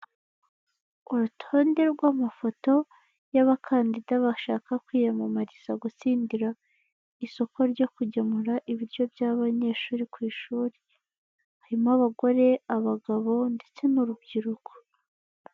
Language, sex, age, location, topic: Kinyarwanda, female, 25-35, Kigali, health